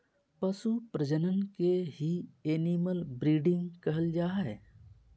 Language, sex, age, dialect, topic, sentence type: Magahi, male, 36-40, Southern, agriculture, statement